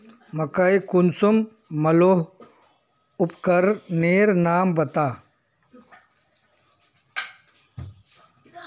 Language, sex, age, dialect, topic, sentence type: Magahi, male, 41-45, Northeastern/Surjapuri, agriculture, question